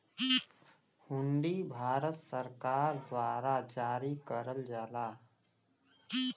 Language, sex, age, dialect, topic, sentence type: Bhojpuri, male, 18-24, Western, banking, statement